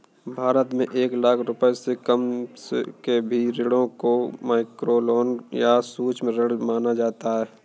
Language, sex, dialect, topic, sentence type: Hindi, male, Kanauji Braj Bhasha, banking, statement